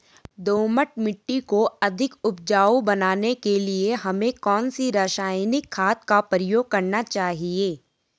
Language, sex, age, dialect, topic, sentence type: Hindi, female, 18-24, Garhwali, agriculture, question